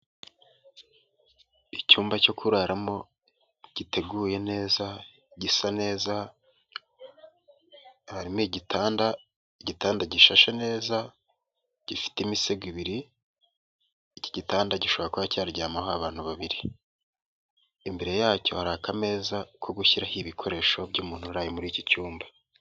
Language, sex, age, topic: Kinyarwanda, male, 18-24, finance